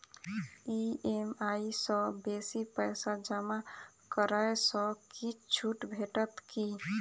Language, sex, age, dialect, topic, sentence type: Maithili, female, 18-24, Southern/Standard, banking, question